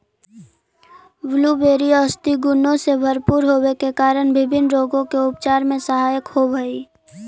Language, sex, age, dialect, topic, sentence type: Magahi, female, 18-24, Central/Standard, agriculture, statement